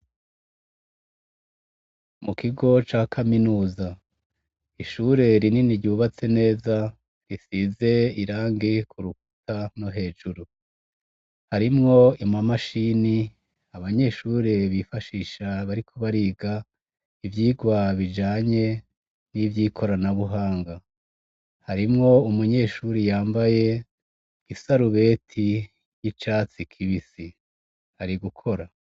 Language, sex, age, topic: Rundi, male, 36-49, education